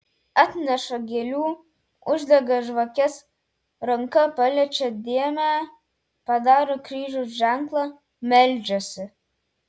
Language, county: Lithuanian, Telšiai